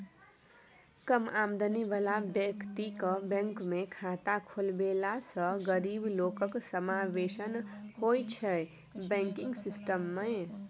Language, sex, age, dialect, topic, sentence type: Maithili, female, 18-24, Bajjika, banking, statement